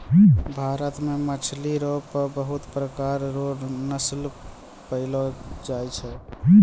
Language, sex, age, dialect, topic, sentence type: Maithili, male, 18-24, Angika, agriculture, statement